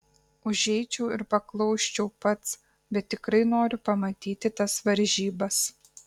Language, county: Lithuanian, Kaunas